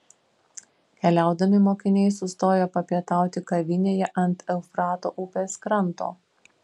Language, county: Lithuanian, Vilnius